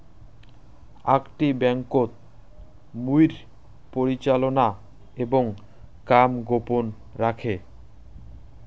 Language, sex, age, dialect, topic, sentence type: Bengali, male, 25-30, Rajbangshi, banking, statement